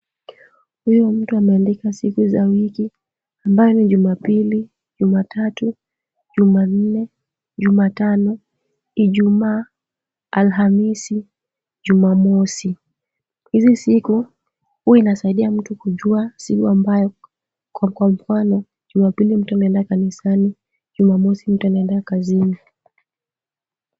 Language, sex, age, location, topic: Swahili, female, 18-24, Kisumu, education